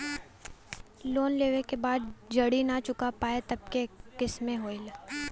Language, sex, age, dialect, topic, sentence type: Bhojpuri, female, 18-24, Southern / Standard, banking, question